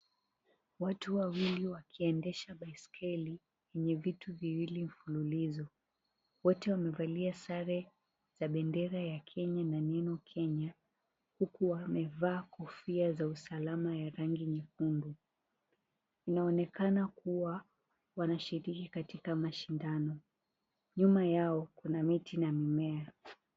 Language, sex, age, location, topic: Swahili, female, 18-24, Mombasa, education